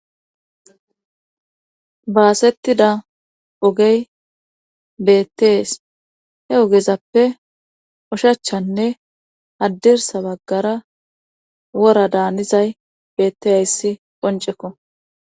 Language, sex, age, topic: Gamo, male, 25-35, government